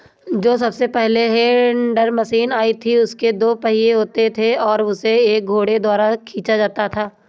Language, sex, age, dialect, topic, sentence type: Hindi, female, 18-24, Marwari Dhudhari, agriculture, statement